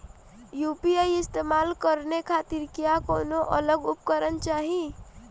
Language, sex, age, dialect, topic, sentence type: Bhojpuri, female, 18-24, Northern, banking, question